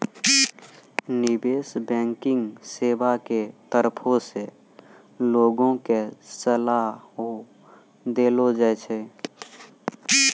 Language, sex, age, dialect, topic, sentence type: Maithili, male, 18-24, Angika, banking, statement